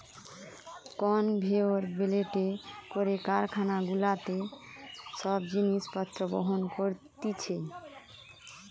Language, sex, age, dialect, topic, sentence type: Bengali, female, 25-30, Western, agriculture, statement